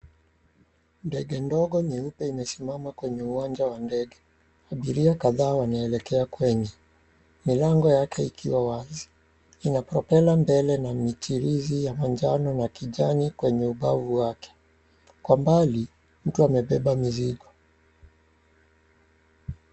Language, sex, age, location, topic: Swahili, male, 36-49, Mombasa, government